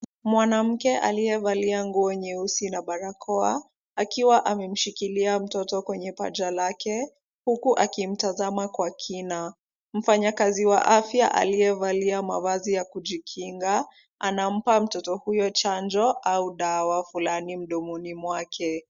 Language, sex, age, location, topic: Swahili, female, 25-35, Kisumu, health